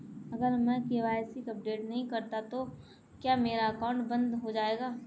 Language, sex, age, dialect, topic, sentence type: Hindi, female, 25-30, Marwari Dhudhari, banking, question